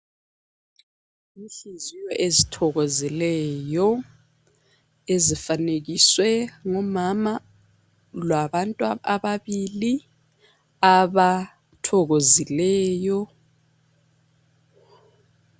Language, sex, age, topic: North Ndebele, female, 25-35, health